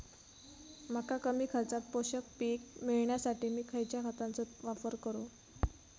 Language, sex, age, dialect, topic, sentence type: Marathi, female, 18-24, Southern Konkan, agriculture, question